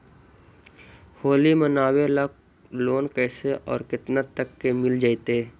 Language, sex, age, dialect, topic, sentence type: Magahi, male, 60-100, Central/Standard, banking, question